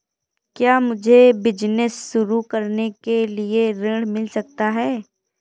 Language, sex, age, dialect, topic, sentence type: Hindi, female, 18-24, Kanauji Braj Bhasha, banking, question